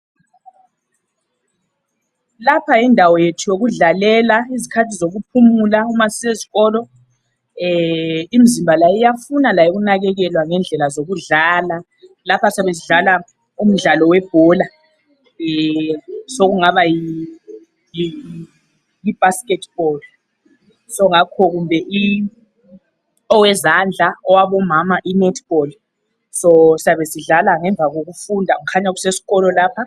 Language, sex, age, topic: North Ndebele, female, 36-49, education